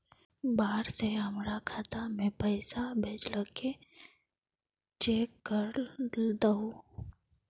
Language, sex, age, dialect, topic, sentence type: Magahi, female, 25-30, Northeastern/Surjapuri, banking, question